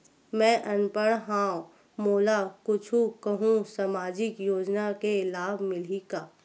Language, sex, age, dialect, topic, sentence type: Chhattisgarhi, female, 46-50, Western/Budati/Khatahi, banking, question